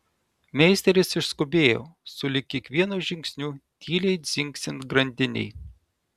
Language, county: Lithuanian, Telšiai